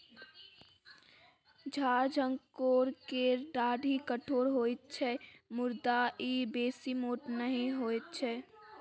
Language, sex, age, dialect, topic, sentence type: Maithili, female, 36-40, Bajjika, agriculture, statement